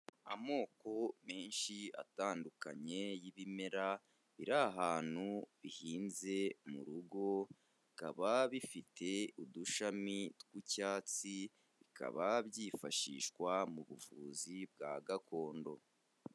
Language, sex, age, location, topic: Kinyarwanda, male, 25-35, Kigali, health